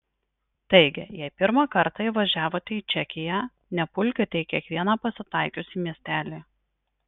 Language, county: Lithuanian, Marijampolė